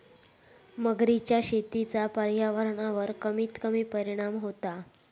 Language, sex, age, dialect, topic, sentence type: Marathi, female, 18-24, Southern Konkan, agriculture, statement